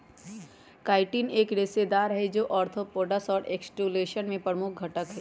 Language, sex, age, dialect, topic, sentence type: Magahi, female, 31-35, Western, agriculture, statement